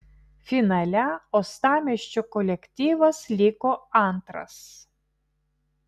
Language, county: Lithuanian, Vilnius